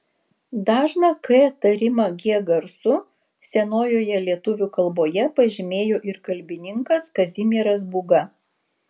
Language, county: Lithuanian, Vilnius